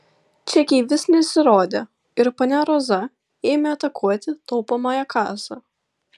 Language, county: Lithuanian, Klaipėda